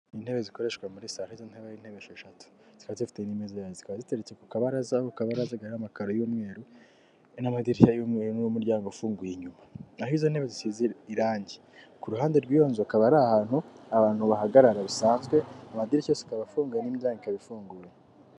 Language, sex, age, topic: Kinyarwanda, female, 18-24, finance